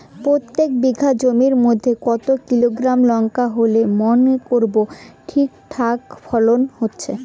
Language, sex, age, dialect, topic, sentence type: Bengali, female, 18-24, Rajbangshi, agriculture, question